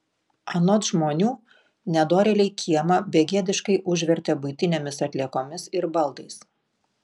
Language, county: Lithuanian, Klaipėda